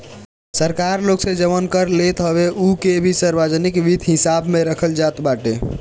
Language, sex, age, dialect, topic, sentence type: Bhojpuri, male, <18, Northern, banking, statement